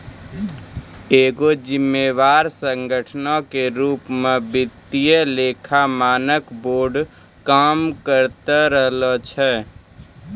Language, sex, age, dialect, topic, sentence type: Maithili, male, 18-24, Angika, banking, statement